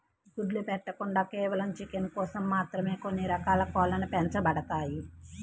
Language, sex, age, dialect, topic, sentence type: Telugu, female, 31-35, Central/Coastal, agriculture, statement